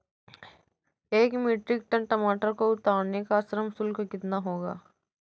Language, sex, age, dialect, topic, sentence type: Hindi, female, 18-24, Awadhi Bundeli, agriculture, question